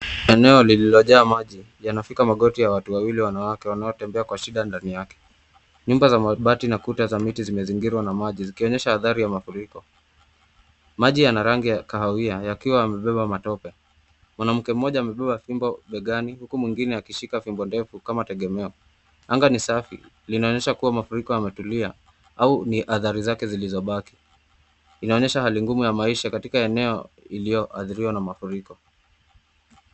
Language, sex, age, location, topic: Swahili, male, 25-35, Nakuru, health